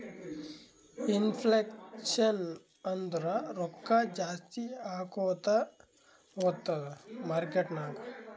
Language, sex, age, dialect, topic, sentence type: Kannada, male, 18-24, Northeastern, banking, statement